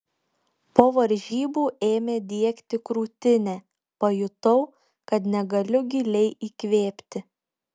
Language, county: Lithuanian, Šiauliai